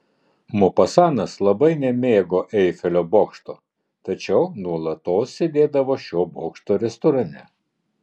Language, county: Lithuanian, Vilnius